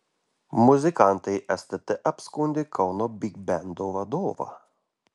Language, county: Lithuanian, Klaipėda